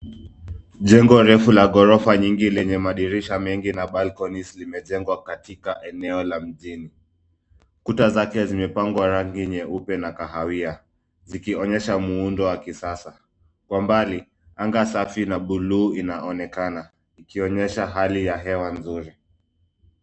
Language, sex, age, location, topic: Swahili, male, 25-35, Nairobi, finance